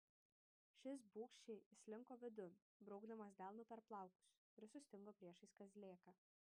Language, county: Lithuanian, Panevėžys